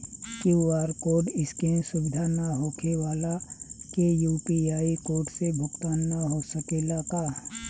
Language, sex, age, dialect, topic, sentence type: Bhojpuri, male, 36-40, Southern / Standard, banking, question